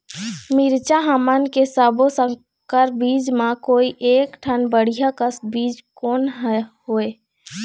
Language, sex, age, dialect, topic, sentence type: Chhattisgarhi, female, 25-30, Eastern, agriculture, question